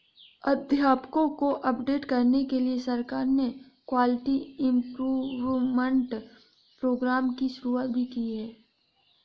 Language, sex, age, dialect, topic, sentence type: Hindi, female, 56-60, Hindustani Malvi Khadi Boli, banking, statement